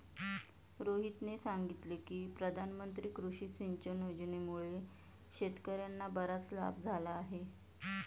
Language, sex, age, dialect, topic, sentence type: Marathi, female, 31-35, Standard Marathi, agriculture, statement